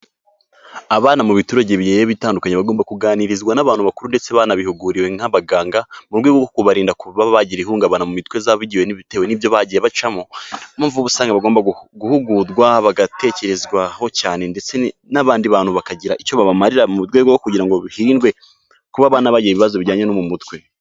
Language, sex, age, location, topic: Kinyarwanda, male, 18-24, Kigali, health